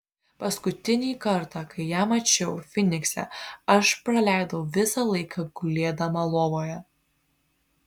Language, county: Lithuanian, Vilnius